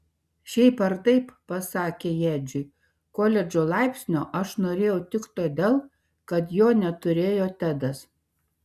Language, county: Lithuanian, Šiauliai